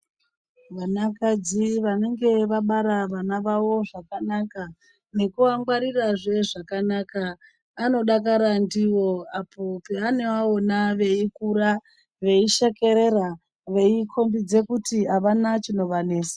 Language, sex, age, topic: Ndau, male, 36-49, health